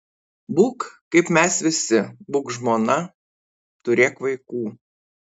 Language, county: Lithuanian, Vilnius